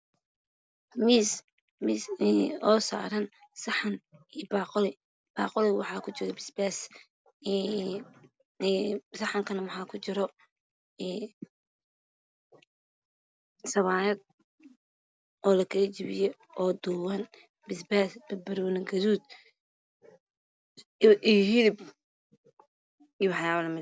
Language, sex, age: Somali, female, 18-24